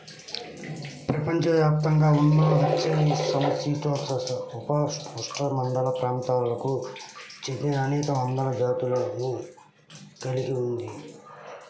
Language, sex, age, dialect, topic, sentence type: Telugu, male, 18-24, Central/Coastal, agriculture, statement